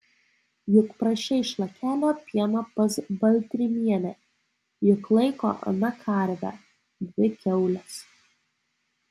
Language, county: Lithuanian, Alytus